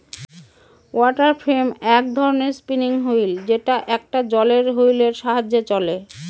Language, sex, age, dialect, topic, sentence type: Bengali, female, 31-35, Northern/Varendri, agriculture, statement